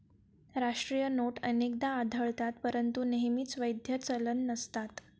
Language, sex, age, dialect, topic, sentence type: Marathi, female, 18-24, Varhadi, banking, statement